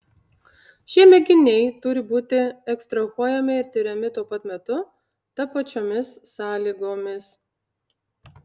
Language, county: Lithuanian, Utena